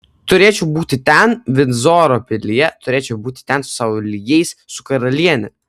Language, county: Lithuanian, Kaunas